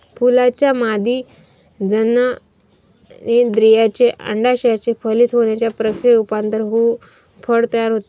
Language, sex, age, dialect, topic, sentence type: Marathi, female, 25-30, Varhadi, agriculture, statement